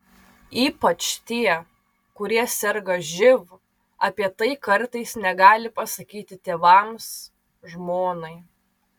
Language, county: Lithuanian, Vilnius